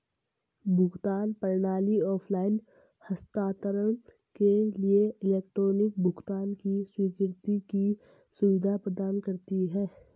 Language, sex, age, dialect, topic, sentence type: Hindi, male, 18-24, Marwari Dhudhari, banking, statement